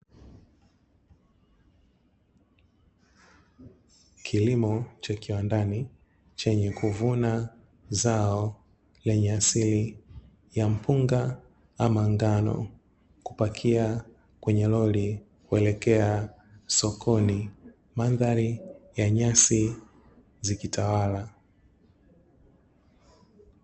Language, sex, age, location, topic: Swahili, male, 25-35, Dar es Salaam, agriculture